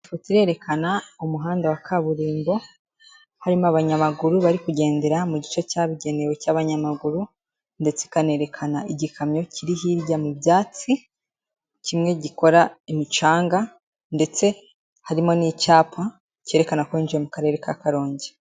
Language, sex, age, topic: Kinyarwanda, female, 18-24, government